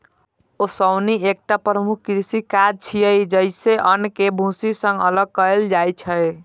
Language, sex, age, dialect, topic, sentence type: Maithili, male, 25-30, Eastern / Thethi, agriculture, statement